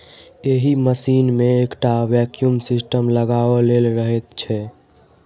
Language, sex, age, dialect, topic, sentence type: Maithili, male, 18-24, Southern/Standard, agriculture, statement